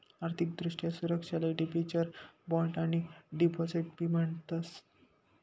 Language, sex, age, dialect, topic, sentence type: Marathi, male, 18-24, Northern Konkan, banking, statement